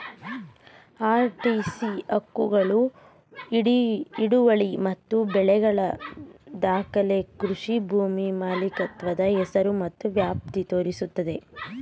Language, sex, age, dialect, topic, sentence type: Kannada, female, 25-30, Mysore Kannada, agriculture, statement